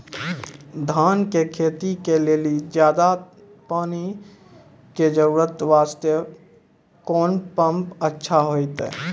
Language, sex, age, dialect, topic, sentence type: Maithili, male, 18-24, Angika, agriculture, question